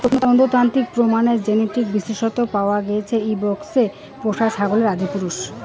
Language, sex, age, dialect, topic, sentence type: Bengali, female, 25-30, Rajbangshi, agriculture, statement